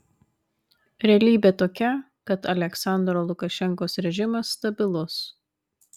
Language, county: Lithuanian, Vilnius